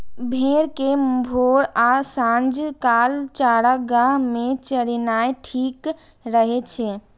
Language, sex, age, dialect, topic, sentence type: Maithili, female, 18-24, Eastern / Thethi, agriculture, statement